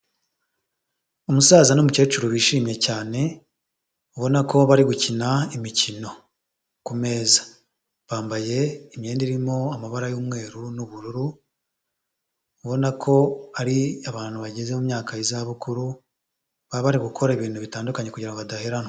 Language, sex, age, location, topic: Kinyarwanda, female, 25-35, Huye, health